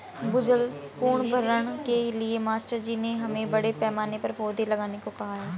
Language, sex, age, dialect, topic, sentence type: Hindi, female, 18-24, Marwari Dhudhari, agriculture, statement